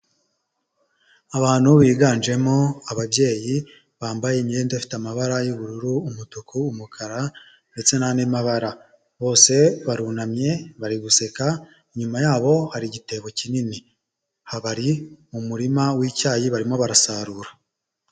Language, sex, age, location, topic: Kinyarwanda, male, 25-35, Huye, health